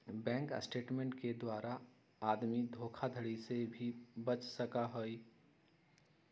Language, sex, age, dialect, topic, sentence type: Magahi, male, 56-60, Western, banking, statement